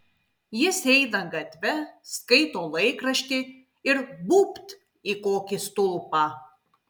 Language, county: Lithuanian, Kaunas